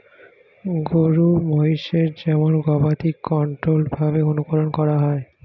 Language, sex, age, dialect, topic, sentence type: Bengali, male, 25-30, Standard Colloquial, agriculture, statement